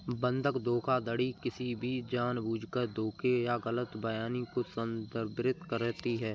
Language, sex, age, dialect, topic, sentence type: Hindi, male, 18-24, Kanauji Braj Bhasha, banking, statement